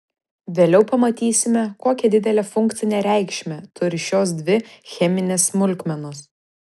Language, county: Lithuanian, Vilnius